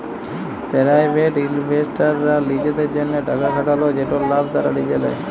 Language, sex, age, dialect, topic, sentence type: Bengali, male, 51-55, Jharkhandi, banking, statement